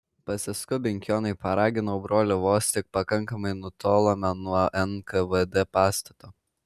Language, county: Lithuanian, Kaunas